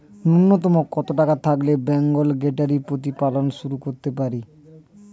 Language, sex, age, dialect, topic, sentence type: Bengali, male, 18-24, Standard Colloquial, agriculture, question